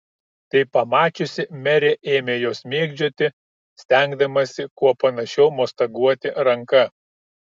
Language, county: Lithuanian, Kaunas